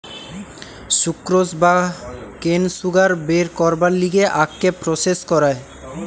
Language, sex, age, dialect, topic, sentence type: Bengali, male, 18-24, Western, agriculture, statement